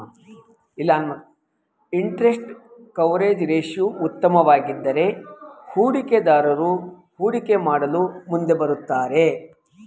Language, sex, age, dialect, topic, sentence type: Kannada, male, 51-55, Mysore Kannada, banking, statement